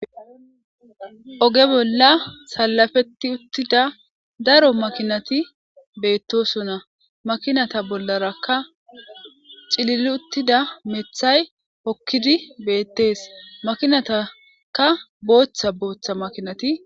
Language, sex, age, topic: Gamo, female, 18-24, government